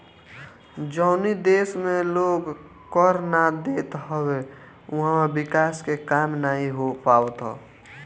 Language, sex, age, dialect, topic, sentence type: Bhojpuri, male, 18-24, Northern, banking, statement